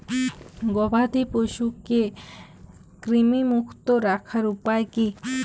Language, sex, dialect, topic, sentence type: Bengali, female, Jharkhandi, agriculture, question